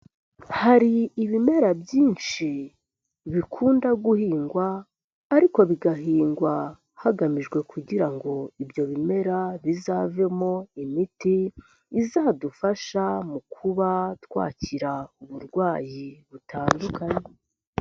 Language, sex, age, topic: Kinyarwanda, male, 25-35, health